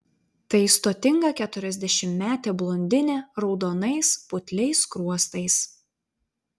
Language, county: Lithuanian, Vilnius